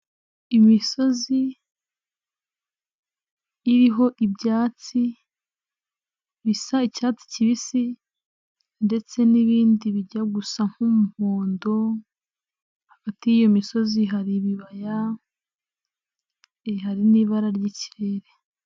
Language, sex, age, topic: Kinyarwanda, female, 18-24, agriculture